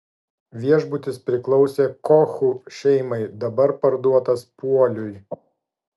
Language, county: Lithuanian, Vilnius